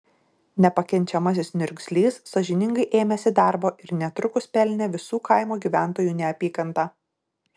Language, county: Lithuanian, Šiauliai